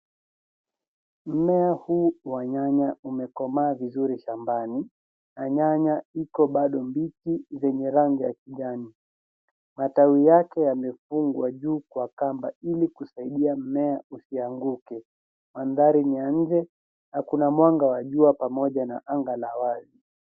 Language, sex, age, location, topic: Swahili, female, 18-24, Nairobi, health